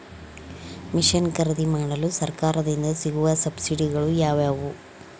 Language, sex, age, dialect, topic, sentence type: Kannada, female, 25-30, Central, agriculture, question